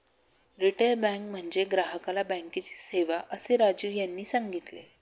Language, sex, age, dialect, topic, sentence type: Marathi, female, 56-60, Standard Marathi, banking, statement